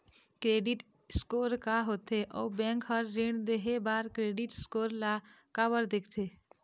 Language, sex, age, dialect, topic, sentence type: Chhattisgarhi, female, 25-30, Eastern, banking, question